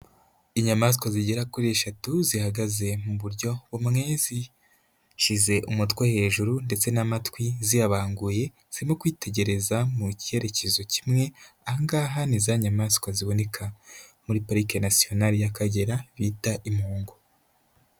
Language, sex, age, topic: Kinyarwanda, male, 25-35, agriculture